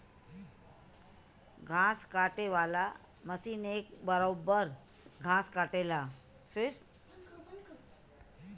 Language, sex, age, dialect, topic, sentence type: Bhojpuri, female, 51-55, Northern, agriculture, statement